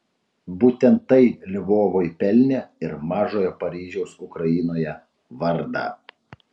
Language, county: Lithuanian, Utena